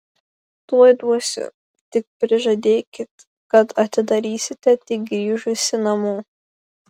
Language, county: Lithuanian, Marijampolė